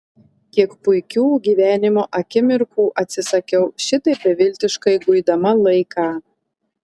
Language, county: Lithuanian, Telšiai